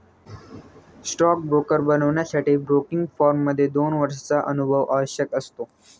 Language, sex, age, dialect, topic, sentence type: Marathi, male, 18-24, Northern Konkan, banking, statement